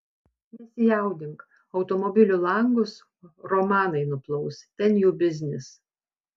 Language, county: Lithuanian, Panevėžys